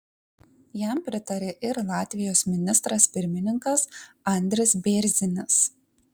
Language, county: Lithuanian, Kaunas